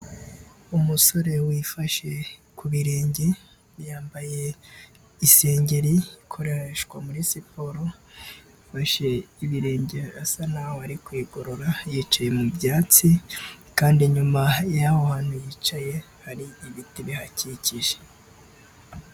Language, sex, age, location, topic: Kinyarwanda, male, 18-24, Huye, health